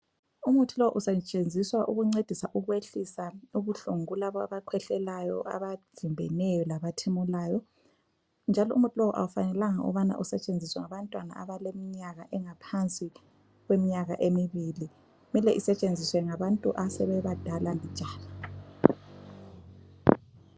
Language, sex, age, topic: North Ndebele, female, 25-35, health